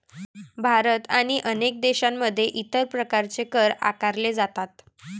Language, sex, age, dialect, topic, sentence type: Marathi, female, 18-24, Varhadi, banking, statement